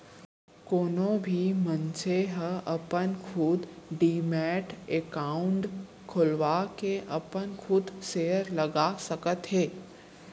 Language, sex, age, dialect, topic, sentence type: Chhattisgarhi, female, 18-24, Central, banking, statement